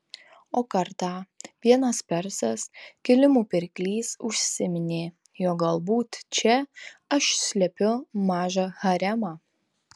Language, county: Lithuanian, Tauragė